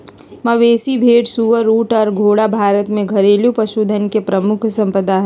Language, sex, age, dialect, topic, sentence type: Magahi, female, 56-60, Southern, agriculture, statement